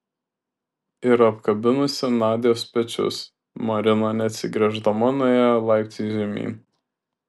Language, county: Lithuanian, Šiauliai